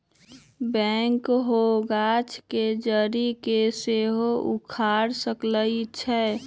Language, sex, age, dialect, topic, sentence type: Magahi, male, 36-40, Western, agriculture, statement